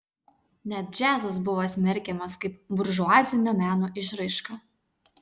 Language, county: Lithuanian, Utena